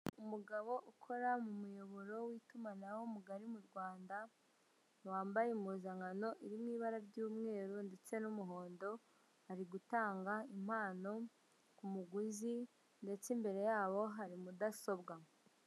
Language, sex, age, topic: Kinyarwanda, male, 18-24, finance